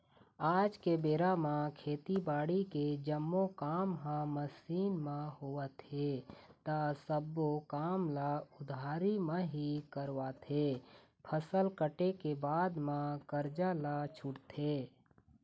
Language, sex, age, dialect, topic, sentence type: Chhattisgarhi, male, 18-24, Eastern, banking, statement